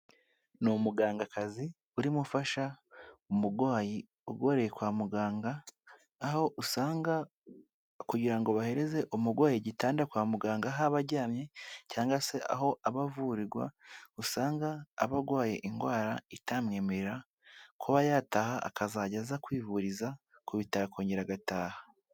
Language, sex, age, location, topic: Kinyarwanda, male, 18-24, Kigali, health